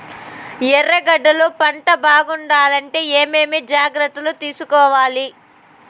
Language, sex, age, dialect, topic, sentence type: Telugu, female, 18-24, Southern, agriculture, question